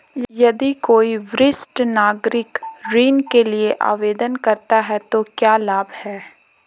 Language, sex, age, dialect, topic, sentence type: Hindi, female, 18-24, Marwari Dhudhari, banking, question